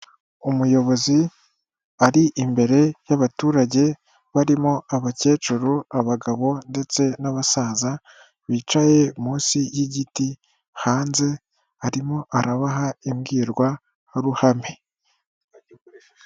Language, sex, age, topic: Kinyarwanda, male, 18-24, government